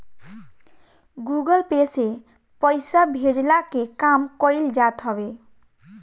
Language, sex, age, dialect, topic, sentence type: Bhojpuri, female, 18-24, Northern, banking, statement